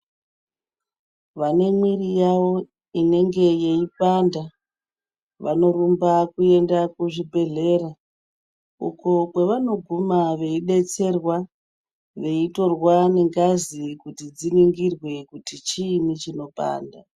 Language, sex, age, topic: Ndau, female, 36-49, health